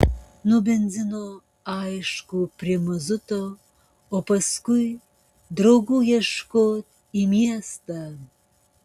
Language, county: Lithuanian, Panevėžys